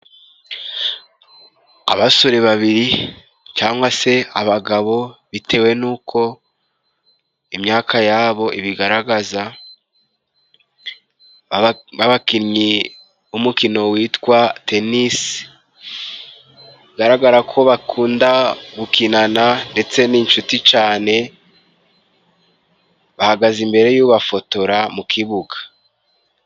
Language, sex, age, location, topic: Kinyarwanda, male, 18-24, Musanze, government